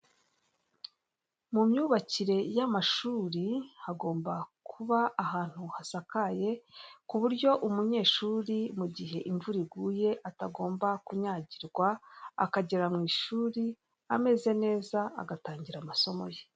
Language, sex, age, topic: Kinyarwanda, female, 36-49, government